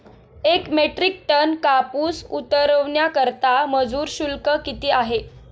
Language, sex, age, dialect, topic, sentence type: Marathi, female, 18-24, Standard Marathi, agriculture, question